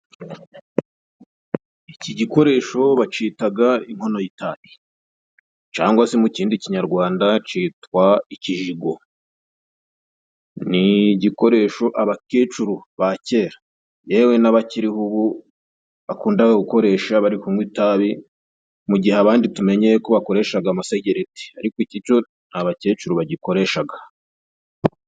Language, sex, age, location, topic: Kinyarwanda, male, 25-35, Musanze, government